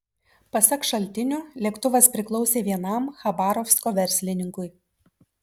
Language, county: Lithuanian, Vilnius